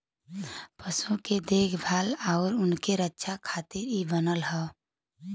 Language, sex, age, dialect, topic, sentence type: Bhojpuri, female, 18-24, Western, agriculture, statement